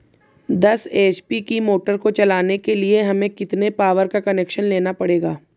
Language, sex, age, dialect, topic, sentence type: Hindi, female, 18-24, Marwari Dhudhari, agriculture, question